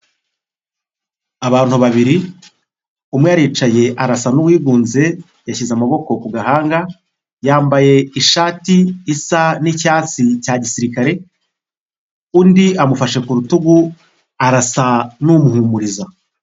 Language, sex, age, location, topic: Kinyarwanda, male, 25-35, Huye, health